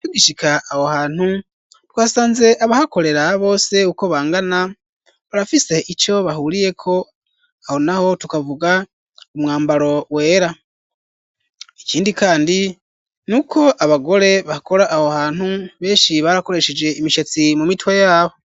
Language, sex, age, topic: Rundi, male, 25-35, education